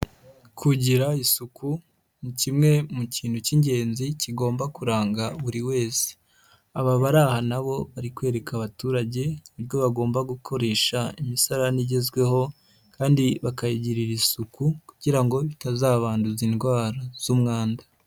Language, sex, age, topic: Kinyarwanda, female, 25-35, health